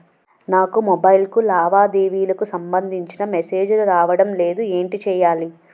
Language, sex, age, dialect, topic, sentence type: Telugu, female, 18-24, Utterandhra, banking, question